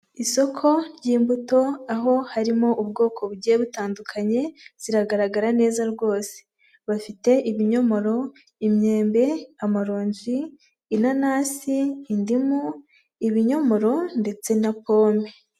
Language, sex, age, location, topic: Kinyarwanda, female, 25-35, Huye, agriculture